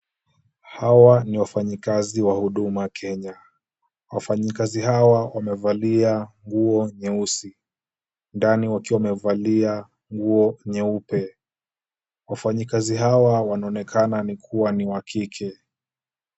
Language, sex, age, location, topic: Swahili, male, 18-24, Kisumu, government